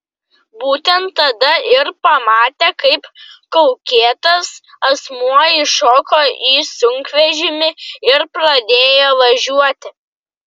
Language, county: Lithuanian, Klaipėda